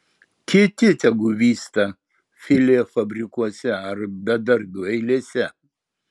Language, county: Lithuanian, Marijampolė